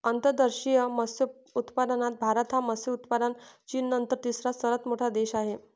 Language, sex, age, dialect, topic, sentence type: Marathi, female, 56-60, Northern Konkan, agriculture, statement